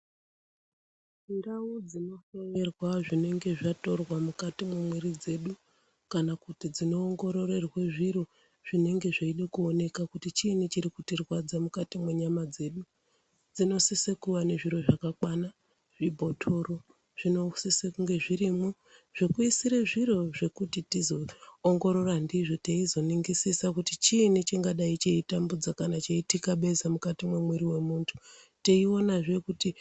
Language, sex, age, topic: Ndau, female, 36-49, health